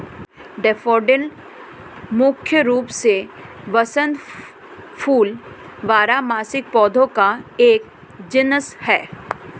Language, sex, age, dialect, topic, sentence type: Hindi, female, 31-35, Marwari Dhudhari, agriculture, statement